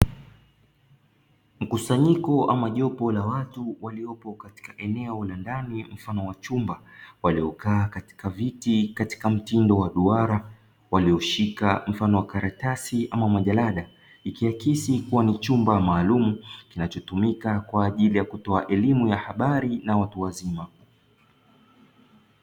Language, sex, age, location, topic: Swahili, male, 25-35, Dar es Salaam, education